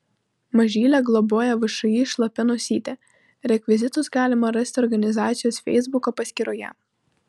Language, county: Lithuanian, Utena